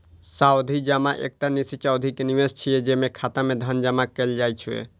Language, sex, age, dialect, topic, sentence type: Maithili, male, 18-24, Eastern / Thethi, banking, statement